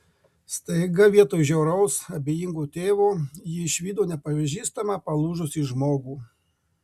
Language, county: Lithuanian, Marijampolė